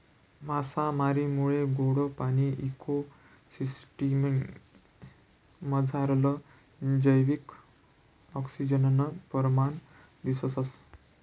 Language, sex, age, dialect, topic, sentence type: Marathi, male, 56-60, Northern Konkan, agriculture, statement